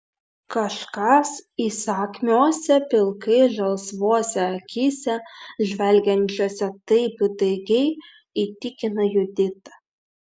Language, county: Lithuanian, Vilnius